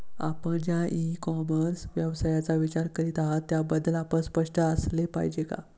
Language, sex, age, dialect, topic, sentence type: Marathi, male, 18-24, Standard Marathi, agriculture, question